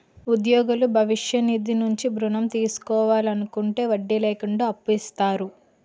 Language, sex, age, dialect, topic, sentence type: Telugu, female, 18-24, Utterandhra, banking, statement